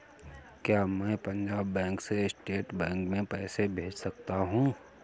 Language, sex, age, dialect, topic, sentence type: Hindi, male, 18-24, Awadhi Bundeli, banking, question